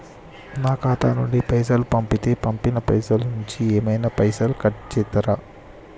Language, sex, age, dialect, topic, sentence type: Telugu, male, 18-24, Telangana, banking, question